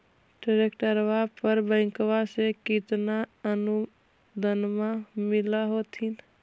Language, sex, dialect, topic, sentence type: Magahi, female, Central/Standard, agriculture, question